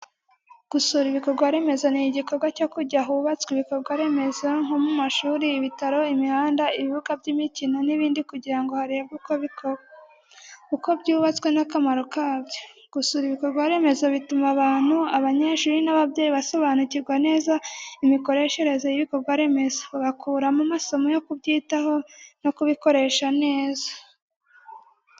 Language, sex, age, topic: Kinyarwanda, female, 18-24, education